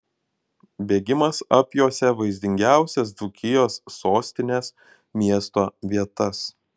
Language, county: Lithuanian, Kaunas